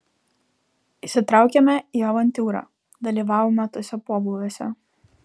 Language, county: Lithuanian, Vilnius